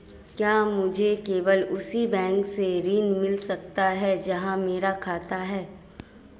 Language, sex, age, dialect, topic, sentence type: Hindi, female, 25-30, Marwari Dhudhari, banking, question